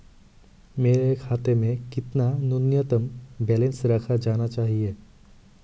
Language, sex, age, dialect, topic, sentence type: Hindi, male, 18-24, Marwari Dhudhari, banking, question